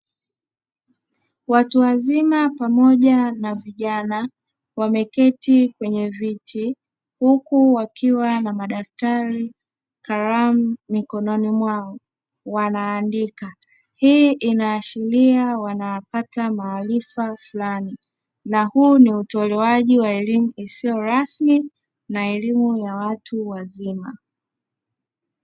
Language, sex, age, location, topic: Swahili, female, 25-35, Dar es Salaam, education